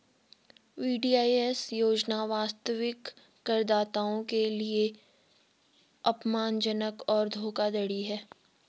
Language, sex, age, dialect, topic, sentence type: Hindi, female, 18-24, Garhwali, banking, statement